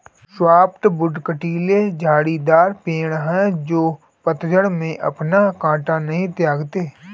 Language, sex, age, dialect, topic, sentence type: Hindi, male, 25-30, Marwari Dhudhari, agriculture, statement